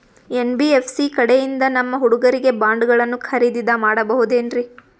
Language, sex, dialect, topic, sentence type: Kannada, female, Northeastern, banking, question